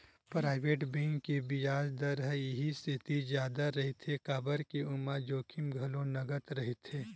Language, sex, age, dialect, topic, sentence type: Chhattisgarhi, male, 31-35, Western/Budati/Khatahi, banking, statement